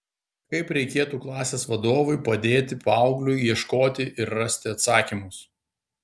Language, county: Lithuanian, Klaipėda